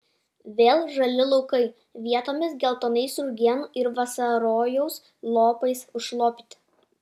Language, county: Lithuanian, Kaunas